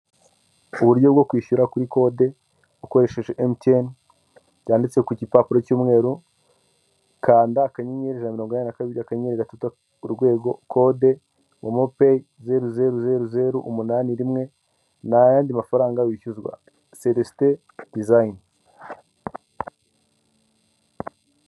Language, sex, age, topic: Kinyarwanda, male, 18-24, finance